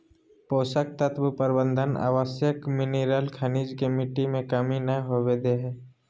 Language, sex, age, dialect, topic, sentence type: Magahi, male, 18-24, Southern, agriculture, statement